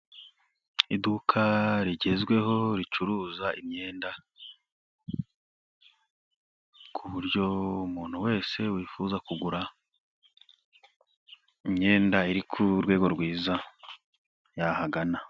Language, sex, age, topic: Kinyarwanda, male, 25-35, finance